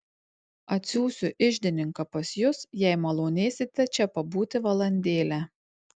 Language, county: Lithuanian, Tauragė